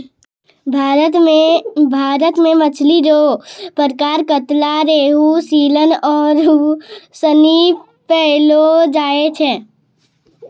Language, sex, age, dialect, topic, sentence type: Maithili, female, 25-30, Angika, agriculture, statement